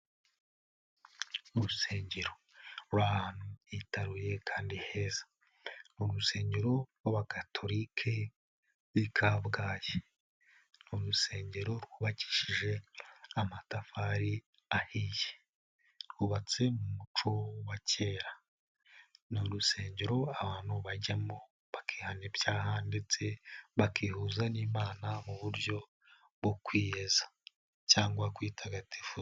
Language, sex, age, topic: Kinyarwanda, male, 18-24, finance